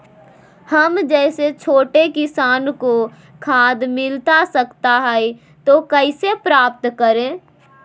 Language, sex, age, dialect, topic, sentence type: Magahi, female, 41-45, Southern, agriculture, question